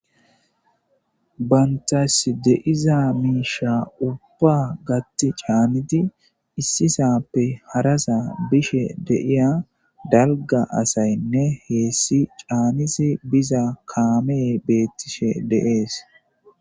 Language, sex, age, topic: Gamo, female, 18-24, government